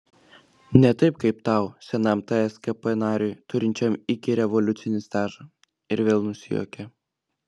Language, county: Lithuanian, Klaipėda